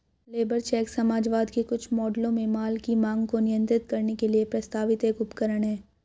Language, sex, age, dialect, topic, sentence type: Hindi, female, 56-60, Hindustani Malvi Khadi Boli, banking, statement